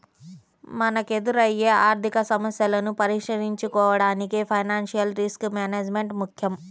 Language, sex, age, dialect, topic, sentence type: Telugu, female, 31-35, Central/Coastal, banking, statement